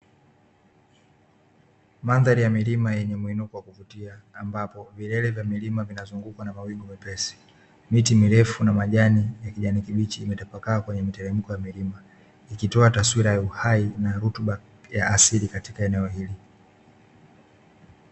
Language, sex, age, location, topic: Swahili, male, 25-35, Dar es Salaam, agriculture